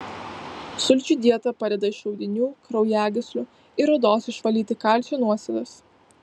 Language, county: Lithuanian, Vilnius